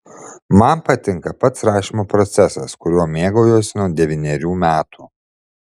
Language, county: Lithuanian, Šiauliai